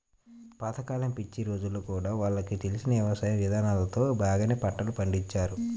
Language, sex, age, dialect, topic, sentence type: Telugu, male, 41-45, Central/Coastal, agriculture, statement